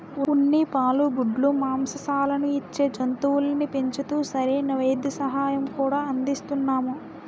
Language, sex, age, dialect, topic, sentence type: Telugu, female, 18-24, Utterandhra, agriculture, statement